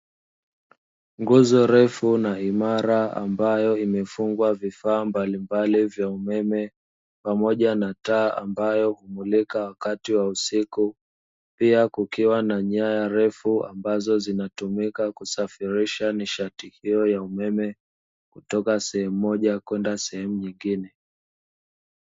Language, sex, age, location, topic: Swahili, male, 25-35, Dar es Salaam, government